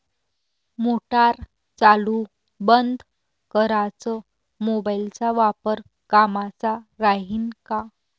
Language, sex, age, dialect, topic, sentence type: Marathi, female, 18-24, Varhadi, agriculture, question